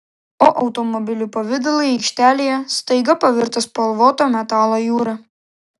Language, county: Lithuanian, Klaipėda